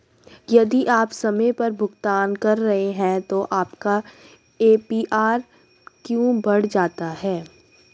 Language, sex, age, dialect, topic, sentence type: Hindi, female, 36-40, Hindustani Malvi Khadi Boli, banking, question